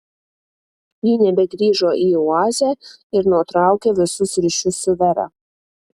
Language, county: Lithuanian, Panevėžys